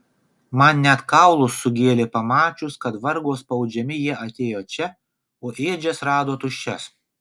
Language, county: Lithuanian, Kaunas